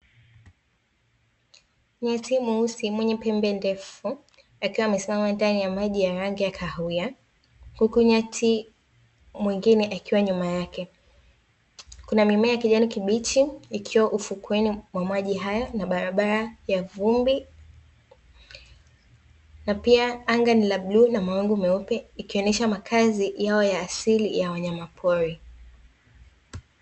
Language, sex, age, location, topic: Swahili, female, 25-35, Dar es Salaam, agriculture